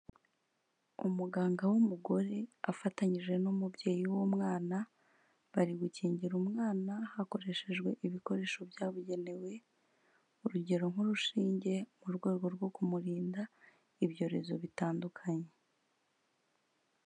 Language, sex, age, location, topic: Kinyarwanda, female, 25-35, Kigali, health